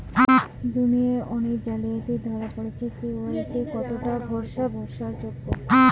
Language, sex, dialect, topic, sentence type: Bengali, female, Rajbangshi, banking, question